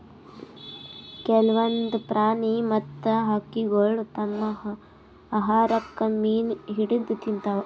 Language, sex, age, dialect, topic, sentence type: Kannada, female, 18-24, Northeastern, agriculture, statement